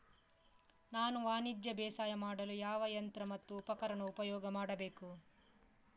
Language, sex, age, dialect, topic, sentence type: Kannada, female, 18-24, Coastal/Dakshin, agriculture, question